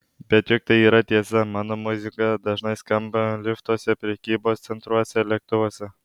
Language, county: Lithuanian, Alytus